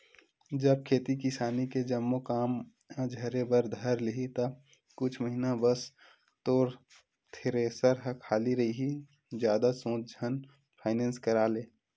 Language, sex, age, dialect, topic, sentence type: Chhattisgarhi, male, 18-24, Western/Budati/Khatahi, banking, statement